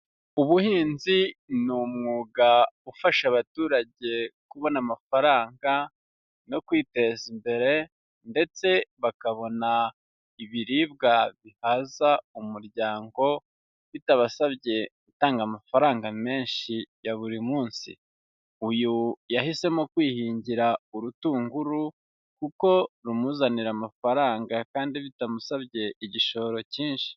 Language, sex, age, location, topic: Kinyarwanda, male, 25-35, Huye, agriculture